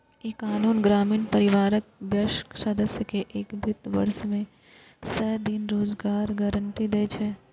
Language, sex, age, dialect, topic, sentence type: Maithili, female, 18-24, Eastern / Thethi, banking, statement